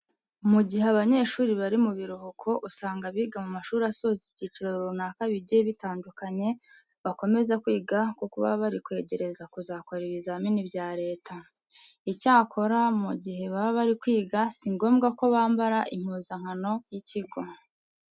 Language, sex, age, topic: Kinyarwanda, female, 25-35, education